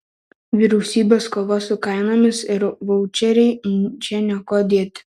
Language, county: Lithuanian, Šiauliai